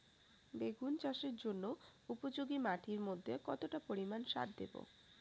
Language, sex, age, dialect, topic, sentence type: Bengali, female, 18-24, Rajbangshi, agriculture, question